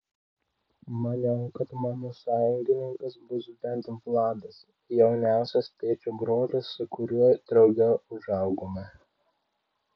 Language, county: Lithuanian, Vilnius